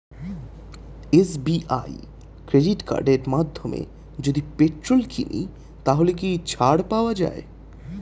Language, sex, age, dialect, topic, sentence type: Bengali, male, 18-24, Standard Colloquial, banking, question